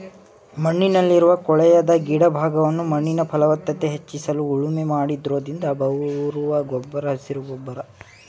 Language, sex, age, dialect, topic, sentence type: Kannada, male, 18-24, Mysore Kannada, agriculture, statement